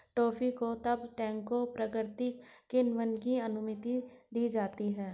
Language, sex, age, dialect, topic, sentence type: Hindi, female, 56-60, Hindustani Malvi Khadi Boli, agriculture, statement